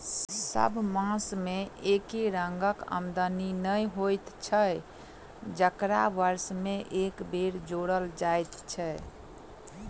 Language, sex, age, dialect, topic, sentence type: Maithili, female, 25-30, Southern/Standard, banking, statement